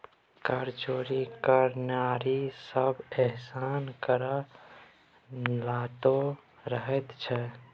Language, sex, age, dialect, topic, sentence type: Maithili, male, 18-24, Bajjika, banking, statement